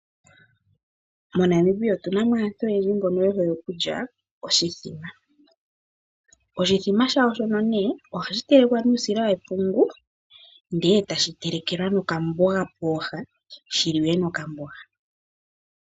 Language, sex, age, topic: Oshiwambo, female, 18-24, agriculture